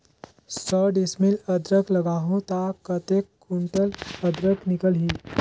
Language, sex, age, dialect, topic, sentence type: Chhattisgarhi, male, 18-24, Northern/Bhandar, agriculture, question